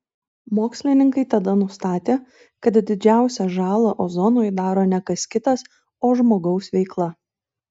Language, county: Lithuanian, Šiauliai